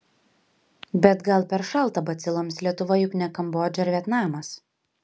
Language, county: Lithuanian, Panevėžys